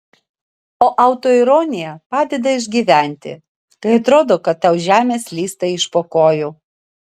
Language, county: Lithuanian, Vilnius